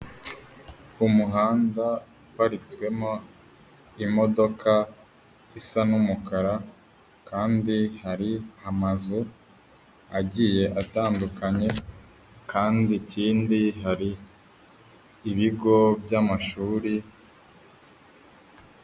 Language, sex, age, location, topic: Kinyarwanda, male, 18-24, Huye, government